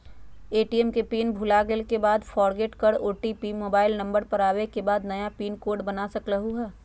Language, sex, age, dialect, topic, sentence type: Magahi, female, 31-35, Western, banking, question